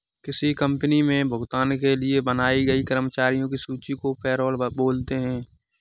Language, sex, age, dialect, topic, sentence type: Hindi, male, 18-24, Kanauji Braj Bhasha, banking, statement